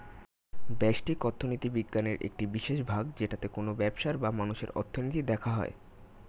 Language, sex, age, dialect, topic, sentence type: Bengali, male, 18-24, Standard Colloquial, banking, statement